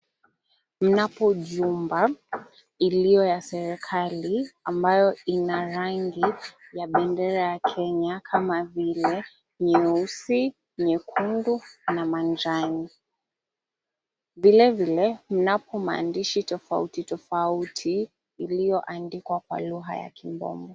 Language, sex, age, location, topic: Swahili, female, 25-35, Mombasa, education